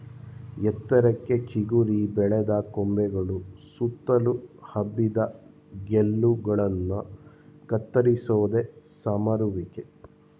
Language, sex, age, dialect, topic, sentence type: Kannada, male, 31-35, Mysore Kannada, agriculture, statement